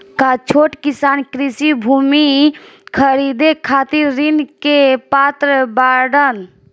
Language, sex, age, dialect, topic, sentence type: Bhojpuri, female, 18-24, Northern, agriculture, statement